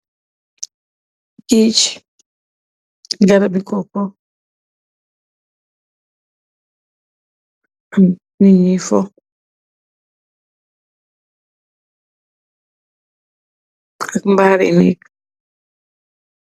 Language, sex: Wolof, female